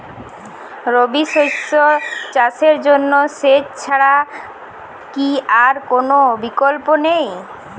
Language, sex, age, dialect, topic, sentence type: Bengali, female, 25-30, Jharkhandi, agriculture, question